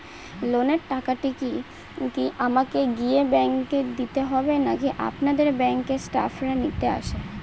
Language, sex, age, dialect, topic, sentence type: Bengali, female, 18-24, Northern/Varendri, banking, question